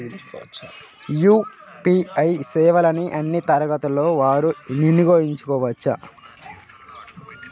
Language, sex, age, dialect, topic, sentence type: Telugu, male, 25-30, Central/Coastal, banking, question